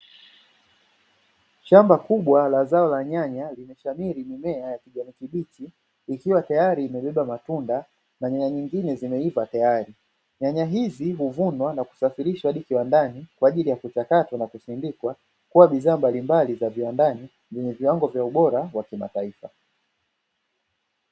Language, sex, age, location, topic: Swahili, male, 25-35, Dar es Salaam, agriculture